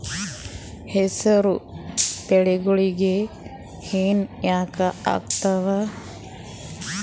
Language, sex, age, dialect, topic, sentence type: Kannada, female, 41-45, Northeastern, agriculture, question